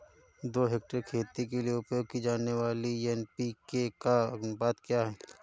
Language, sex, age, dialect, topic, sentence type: Hindi, male, 31-35, Awadhi Bundeli, agriculture, question